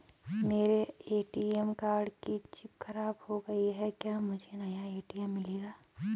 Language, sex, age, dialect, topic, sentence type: Hindi, female, 18-24, Garhwali, banking, question